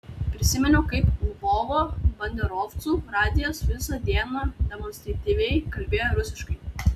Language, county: Lithuanian, Tauragė